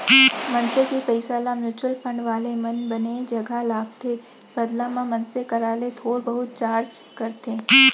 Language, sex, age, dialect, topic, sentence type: Chhattisgarhi, female, 25-30, Central, banking, statement